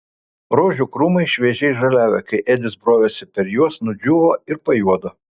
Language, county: Lithuanian, Vilnius